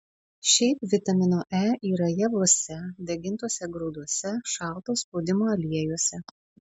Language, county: Lithuanian, Panevėžys